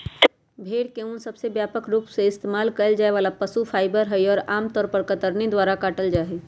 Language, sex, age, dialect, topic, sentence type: Magahi, female, 31-35, Western, agriculture, statement